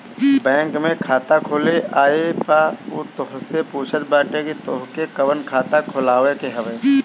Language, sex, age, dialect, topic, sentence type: Bhojpuri, male, 18-24, Northern, banking, statement